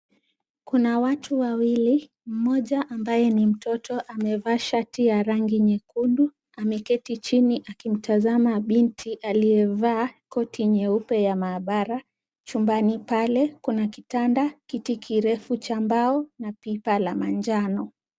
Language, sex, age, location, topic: Swahili, female, 25-35, Kisumu, health